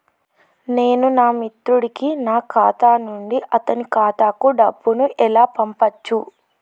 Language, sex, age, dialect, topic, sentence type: Telugu, female, 18-24, Telangana, banking, question